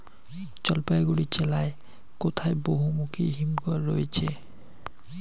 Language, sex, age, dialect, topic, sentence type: Bengali, male, 51-55, Rajbangshi, agriculture, question